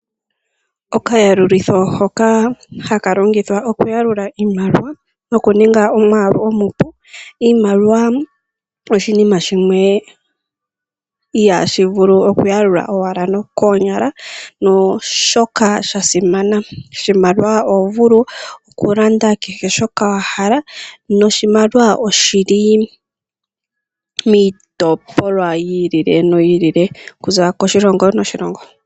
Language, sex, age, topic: Oshiwambo, female, 18-24, finance